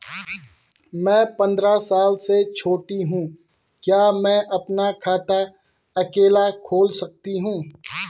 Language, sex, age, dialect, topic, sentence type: Hindi, male, 18-24, Garhwali, banking, question